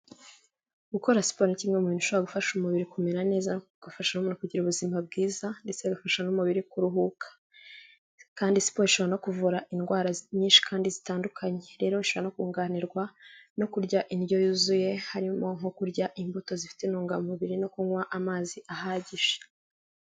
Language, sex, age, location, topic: Kinyarwanda, female, 18-24, Kigali, health